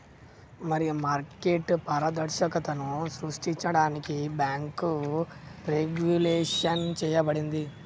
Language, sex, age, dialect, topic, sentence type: Telugu, female, 18-24, Telangana, banking, statement